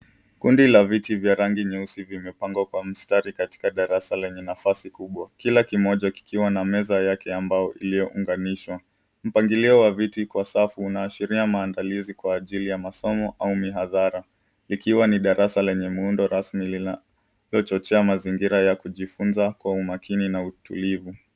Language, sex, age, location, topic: Swahili, male, 18-24, Nairobi, education